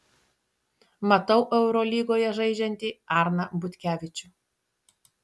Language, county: Lithuanian, Šiauliai